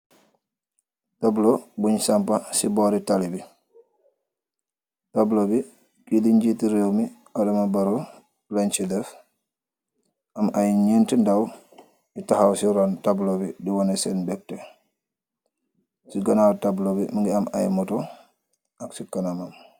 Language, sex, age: Wolof, male, 25-35